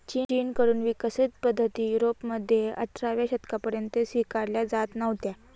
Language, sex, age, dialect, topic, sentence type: Marathi, female, 25-30, Northern Konkan, agriculture, statement